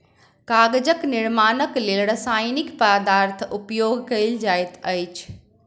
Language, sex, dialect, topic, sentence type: Maithili, female, Southern/Standard, agriculture, statement